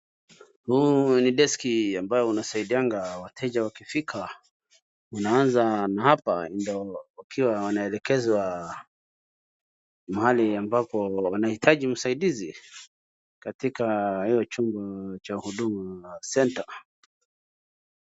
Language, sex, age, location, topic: Swahili, male, 36-49, Wajir, government